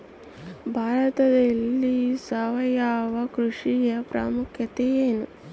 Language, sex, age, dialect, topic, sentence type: Kannada, female, 25-30, Central, agriculture, question